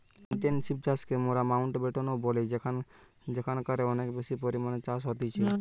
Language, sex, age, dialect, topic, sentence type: Bengali, male, 18-24, Western, agriculture, statement